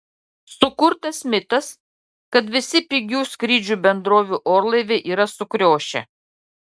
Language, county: Lithuanian, Klaipėda